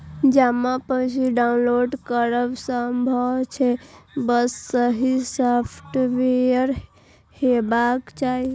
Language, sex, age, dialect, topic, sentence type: Maithili, female, 18-24, Eastern / Thethi, banking, statement